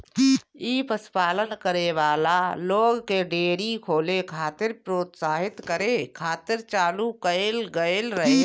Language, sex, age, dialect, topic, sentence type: Bhojpuri, female, 31-35, Northern, agriculture, statement